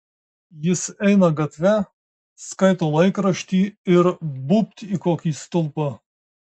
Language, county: Lithuanian, Marijampolė